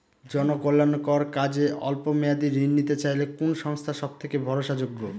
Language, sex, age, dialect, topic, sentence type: Bengali, male, 31-35, Northern/Varendri, banking, question